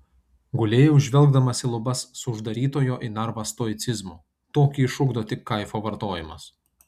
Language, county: Lithuanian, Kaunas